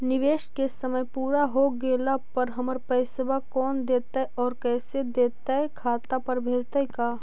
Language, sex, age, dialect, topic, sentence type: Magahi, female, 18-24, Central/Standard, banking, question